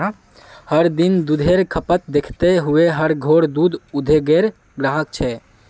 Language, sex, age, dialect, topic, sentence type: Magahi, female, 56-60, Northeastern/Surjapuri, agriculture, statement